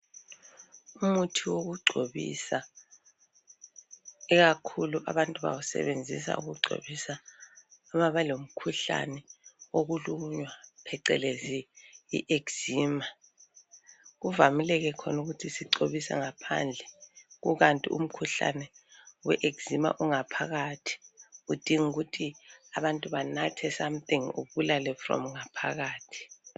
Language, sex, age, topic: North Ndebele, female, 50+, health